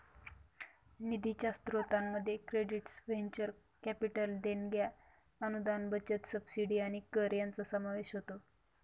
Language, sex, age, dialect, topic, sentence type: Marathi, female, 18-24, Northern Konkan, banking, statement